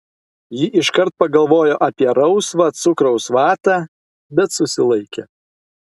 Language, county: Lithuanian, Vilnius